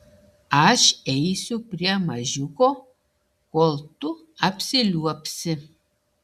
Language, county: Lithuanian, Šiauliai